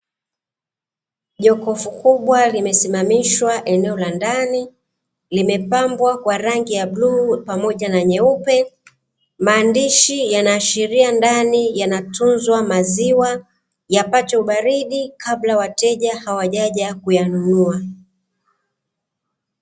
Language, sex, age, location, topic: Swahili, female, 36-49, Dar es Salaam, finance